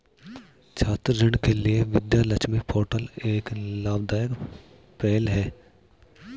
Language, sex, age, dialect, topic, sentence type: Hindi, male, 31-35, Marwari Dhudhari, banking, statement